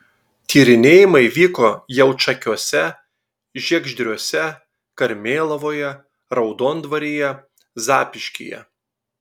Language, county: Lithuanian, Telšiai